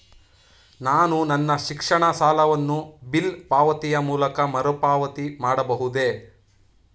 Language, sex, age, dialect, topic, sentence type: Kannada, male, 31-35, Mysore Kannada, banking, question